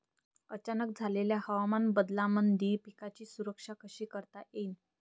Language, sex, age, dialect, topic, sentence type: Marathi, female, 25-30, Varhadi, agriculture, question